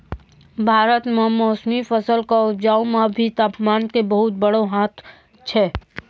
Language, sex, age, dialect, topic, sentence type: Maithili, female, 18-24, Angika, agriculture, statement